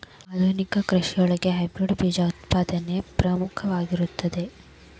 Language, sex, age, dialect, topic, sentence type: Kannada, female, 18-24, Dharwad Kannada, agriculture, statement